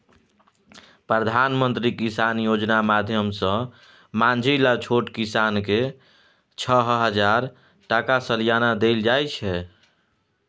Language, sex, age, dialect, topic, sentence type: Maithili, male, 25-30, Bajjika, agriculture, statement